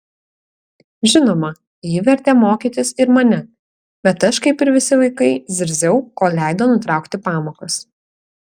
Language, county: Lithuanian, Kaunas